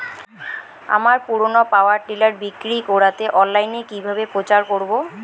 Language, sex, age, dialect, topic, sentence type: Bengali, female, 18-24, Rajbangshi, agriculture, question